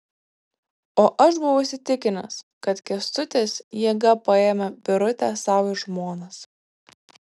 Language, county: Lithuanian, Vilnius